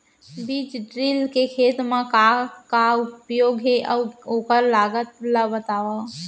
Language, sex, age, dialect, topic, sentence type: Chhattisgarhi, female, 18-24, Central, agriculture, question